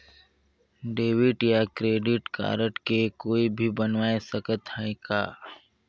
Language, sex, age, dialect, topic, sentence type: Chhattisgarhi, male, 60-100, Northern/Bhandar, banking, question